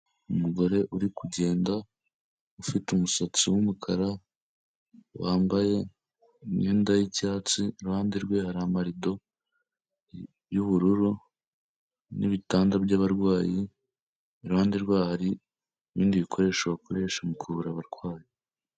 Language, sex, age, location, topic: Kinyarwanda, male, 18-24, Kigali, health